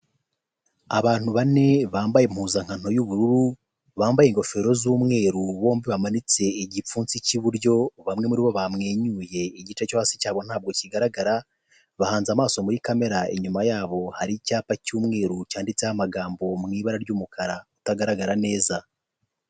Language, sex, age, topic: Kinyarwanda, male, 25-35, health